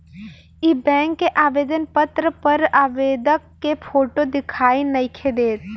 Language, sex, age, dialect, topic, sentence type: Bhojpuri, female, 18-24, Southern / Standard, banking, question